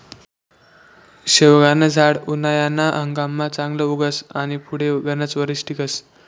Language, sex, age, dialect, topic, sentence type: Marathi, male, 18-24, Northern Konkan, agriculture, statement